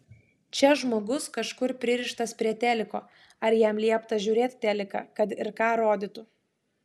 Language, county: Lithuanian, Klaipėda